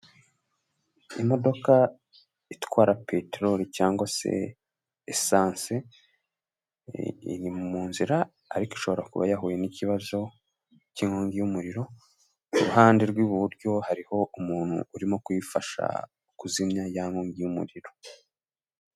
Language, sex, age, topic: Kinyarwanda, male, 18-24, government